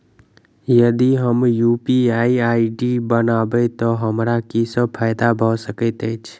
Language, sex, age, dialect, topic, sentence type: Maithili, male, 41-45, Southern/Standard, banking, question